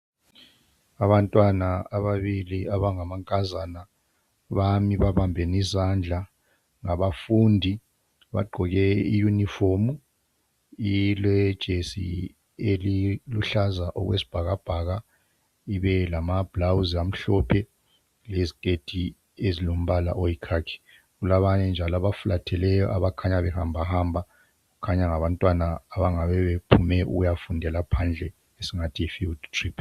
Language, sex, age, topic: North Ndebele, male, 50+, health